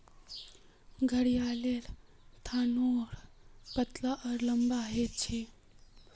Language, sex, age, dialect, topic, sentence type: Magahi, female, 18-24, Northeastern/Surjapuri, agriculture, statement